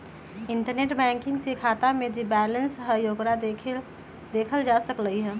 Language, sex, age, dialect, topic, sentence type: Magahi, female, 31-35, Western, banking, statement